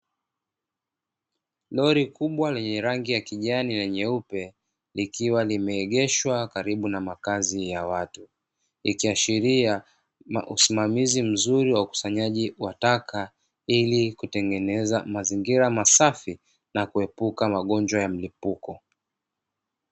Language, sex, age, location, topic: Swahili, male, 25-35, Dar es Salaam, government